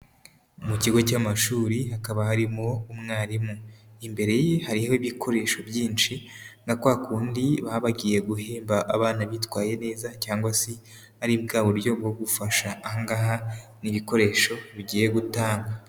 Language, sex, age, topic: Kinyarwanda, female, 18-24, education